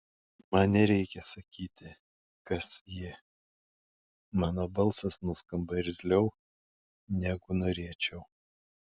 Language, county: Lithuanian, Šiauliai